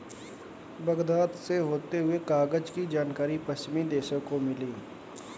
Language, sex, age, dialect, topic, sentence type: Hindi, male, 18-24, Kanauji Braj Bhasha, agriculture, statement